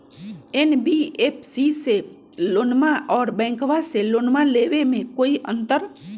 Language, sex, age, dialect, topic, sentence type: Magahi, male, 18-24, Western, banking, question